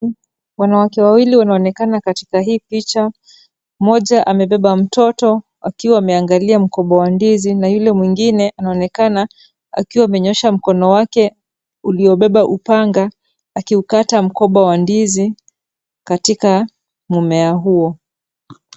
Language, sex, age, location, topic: Swahili, female, 36-49, Kisumu, agriculture